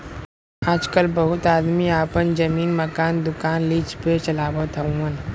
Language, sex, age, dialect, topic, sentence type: Bhojpuri, male, 25-30, Western, banking, statement